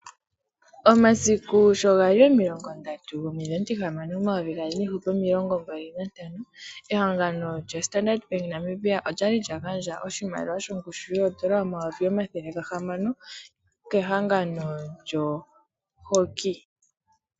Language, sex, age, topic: Oshiwambo, female, 18-24, finance